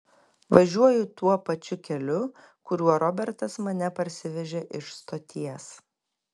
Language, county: Lithuanian, Kaunas